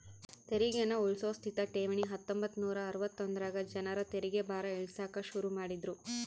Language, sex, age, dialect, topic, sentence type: Kannada, female, 25-30, Central, banking, statement